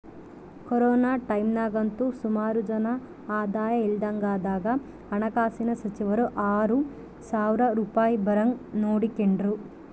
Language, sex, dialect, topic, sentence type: Kannada, female, Central, banking, statement